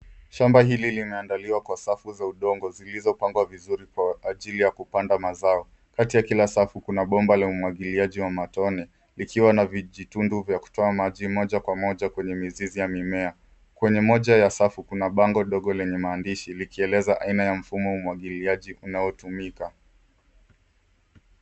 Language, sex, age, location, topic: Swahili, male, 18-24, Nairobi, agriculture